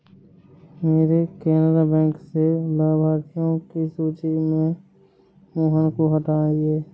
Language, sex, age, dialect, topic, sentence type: Hindi, male, 60-100, Awadhi Bundeli, banking, statement